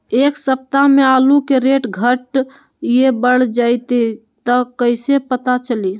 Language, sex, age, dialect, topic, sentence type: Magahi, male, 18-24, Western, agriculture, question